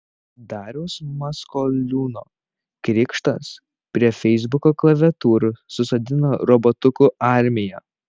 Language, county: Lithuanian, Šiauliai